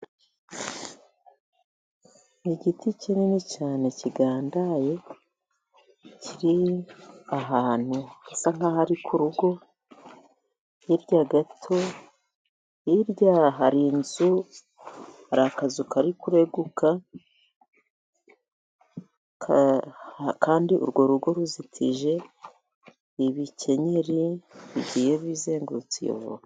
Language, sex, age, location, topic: Kinyarwanda, female, 50+, Musanze, agriculture